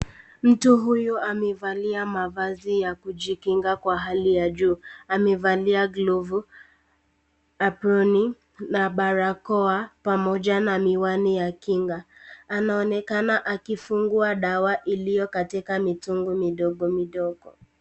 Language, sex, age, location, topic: Swahili, female, 18-24, Nakuru, health